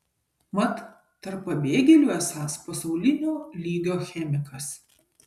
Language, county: Lithuanian, Kaunas